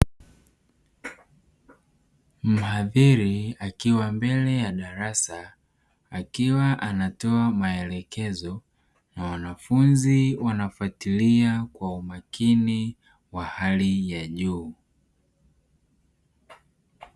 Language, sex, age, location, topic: Swahili, male, 18-24, Dar es Salaam, education